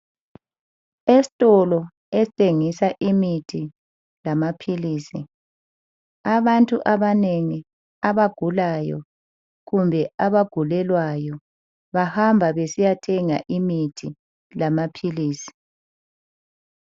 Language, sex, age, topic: North Ndebele, male, 50+, health